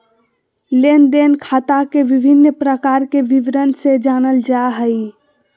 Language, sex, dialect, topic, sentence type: Magahi, female, Southern, banking, statement